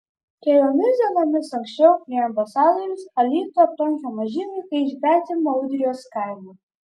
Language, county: Lithuanian, Vilnius